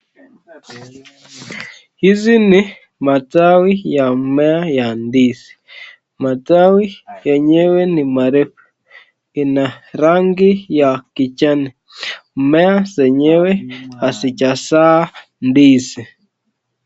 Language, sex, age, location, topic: Swahili, male, 18-24, Nakuru, agriculture